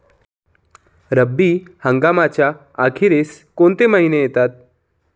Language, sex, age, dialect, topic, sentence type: Marathi, male, 25-30, Standard Marathi, agriculture, question